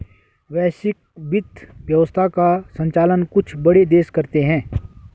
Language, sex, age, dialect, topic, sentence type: Hindi, male, 36-40, Garhwali, banking, statement